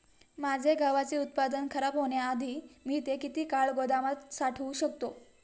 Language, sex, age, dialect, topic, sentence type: Marathi, female, 18-24, Standard Marathi, agriculture, question